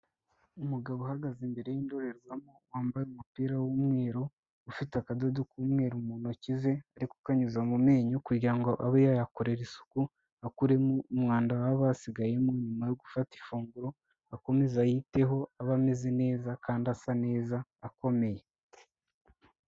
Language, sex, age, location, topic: Kinyarwanda, male, 18-24, Kigali, health